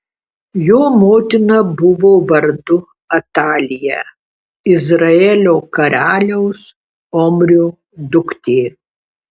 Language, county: Lithuanian, Kaunas